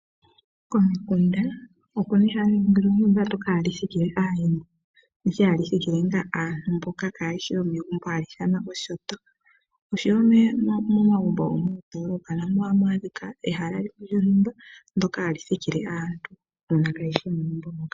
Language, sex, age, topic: Oshiwambo, female, 25-35, finance